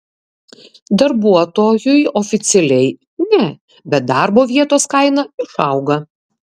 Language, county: Lithuanian, Kaunas